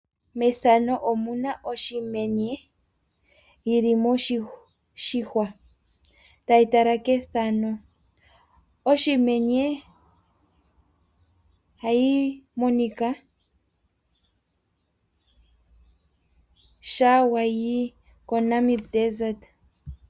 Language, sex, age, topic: Oshiwambo, female, 18-24, agriculture